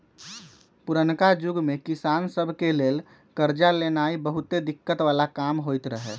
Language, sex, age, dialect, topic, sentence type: Magahi, male, 18-24, Western, agriculture, statement